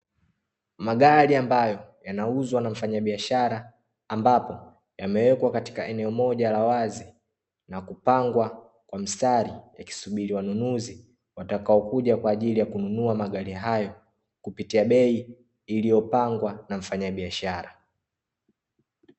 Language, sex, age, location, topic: Swahili, male, 18-24, Dar es Salaam, finance